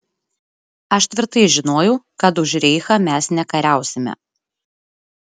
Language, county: Lithuanian, Šiauliai